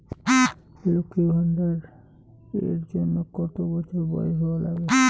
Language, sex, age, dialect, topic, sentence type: Bengali, male, 18-24, Rajbangshi, banking, question